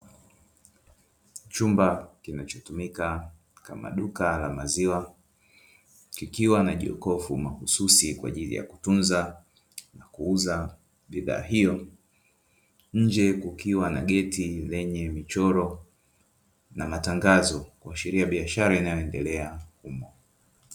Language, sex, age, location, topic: Swahili, male, 25-35, Dar es Salaam, finance